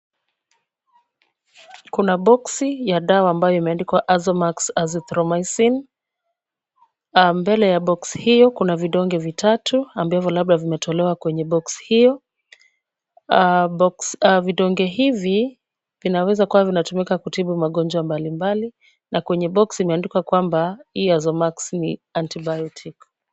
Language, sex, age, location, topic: Swahili, female, 36-49, Kisumu, health